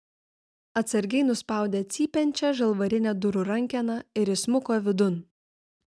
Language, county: Lithuanian, Vilnius